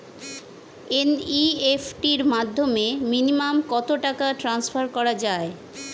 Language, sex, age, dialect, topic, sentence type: Bengali, female, 41-45, Standard Colloquial, banking, question